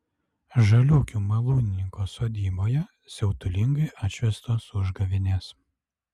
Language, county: Lithuanian, Alytus